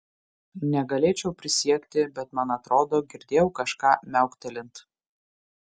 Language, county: Lithuanian, Marijampolė